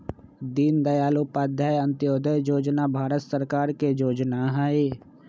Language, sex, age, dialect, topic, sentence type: Magahi, male, 25-30, Western, banking, statement